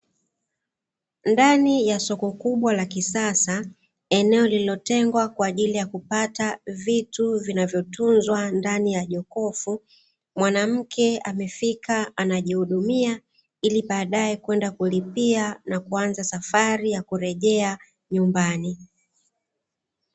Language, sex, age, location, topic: Swahili, female, 36-49, Dar es Salaam, finance